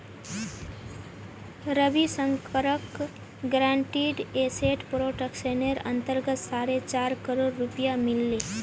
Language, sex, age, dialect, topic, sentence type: Magahi, female, 25-30, Northeastern/Surjapuri, banking, statement